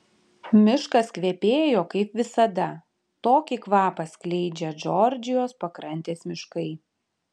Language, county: Lithuanian, Panevėžys